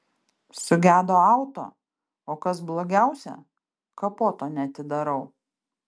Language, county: Lithuanian, Kaunas